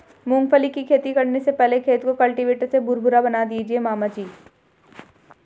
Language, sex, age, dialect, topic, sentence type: Hindi, female, 25-30, Hindustani Malvi Khadi Boli, agriculture, statement